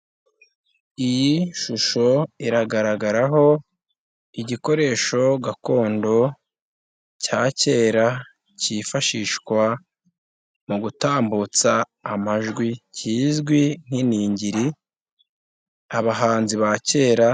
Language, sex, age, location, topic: Kinyarwanda, male, 18-24, Nyagatare, government